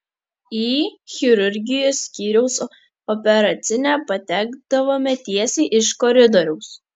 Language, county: Lithuanian, Kaunas